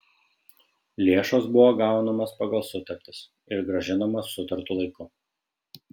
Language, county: Lithuanian, Šiauliai